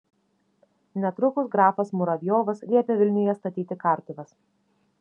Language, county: Lithuanian, Šiauliai